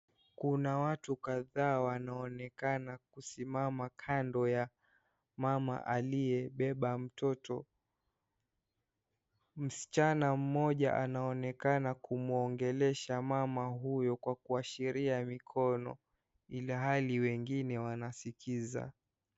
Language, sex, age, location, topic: Swahili, male, 18-24, Kisii, health